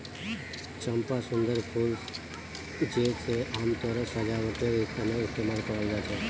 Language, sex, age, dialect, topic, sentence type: Magahi, male, 31-35, Northeastern/Surjapuri, agriculture, statement